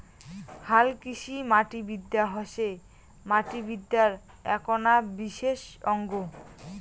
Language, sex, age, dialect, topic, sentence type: Bengali, female, 18-24, Rajbangshi, agriculture, statement